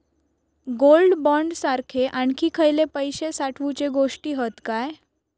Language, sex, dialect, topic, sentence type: Marathi, female, Southern Konkan, banking, question